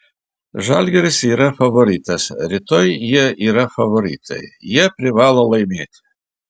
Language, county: Lithuanian, Kaunas